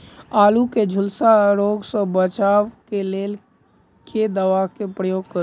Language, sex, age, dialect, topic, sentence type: Maithili, male, 18-24, Southern/Standard, agriculture, question